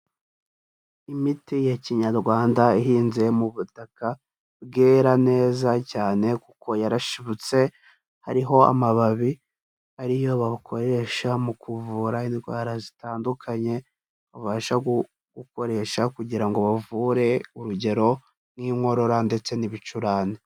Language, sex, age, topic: Kinyarwanda, male, 18-24, health